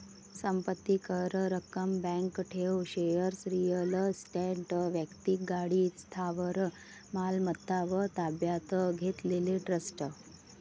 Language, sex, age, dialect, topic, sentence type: Marathi, female, 31-35, Varhadi, banking, statement